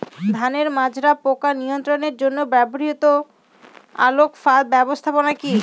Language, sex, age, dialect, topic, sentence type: Bengali, female, 31-35, Northern/Varendri, agriculture, question